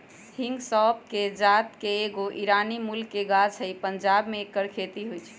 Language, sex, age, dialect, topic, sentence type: Magahi, female, 56-60, Western, agriculture, statement